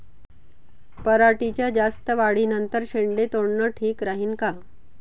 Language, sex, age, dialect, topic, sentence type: Marathi, female, 41-45, Varhadi, agriculture, question